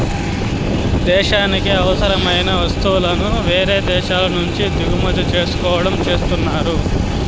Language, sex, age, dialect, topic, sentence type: Telugu, male, 25-30, Southern, banking, statement